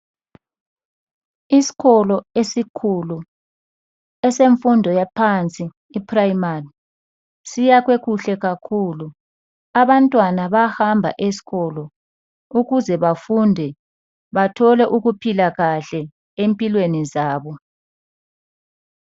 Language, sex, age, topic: North Ndebele, male, 50+, education